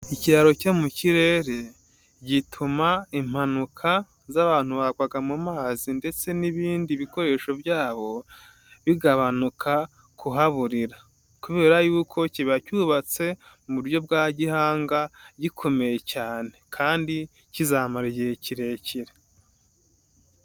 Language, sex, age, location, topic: Kinyarwanda, male, 18-24, Nyagatare, government